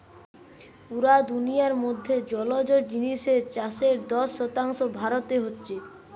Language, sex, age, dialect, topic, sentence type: Bengali, male, 25-30, Western, agriculture, statement